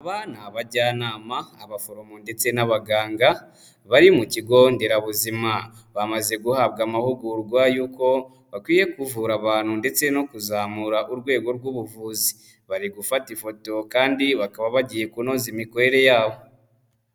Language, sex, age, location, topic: Kinyarwanda, male, 25-35, Huye, health